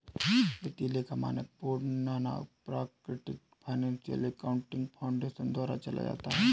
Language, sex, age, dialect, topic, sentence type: Hindi, male, 18-24, Awadhi Bundeli, banking, statement